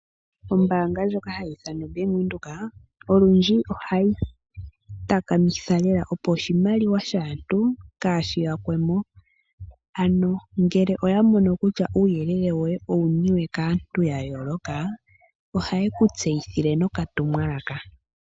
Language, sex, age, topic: Oshiwambo, female, 18-24, finance